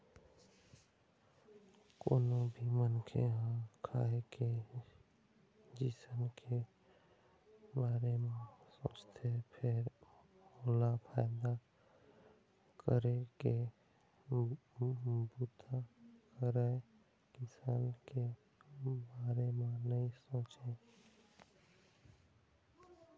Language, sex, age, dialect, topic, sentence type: Chhattisgarhi, male, 18-24, Eastern, agriculture, statement